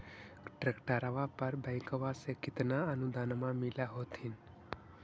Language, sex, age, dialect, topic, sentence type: Magahi, male, 56-60, Central/Standard, agriculture, question